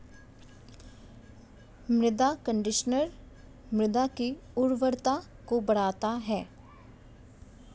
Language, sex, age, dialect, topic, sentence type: Hindi, female, 25-30, Hindustani Malvi Khadi Boli, agriculture, statement